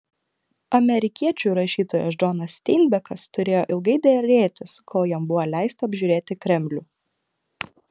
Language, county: Lithuanian, Klaipėda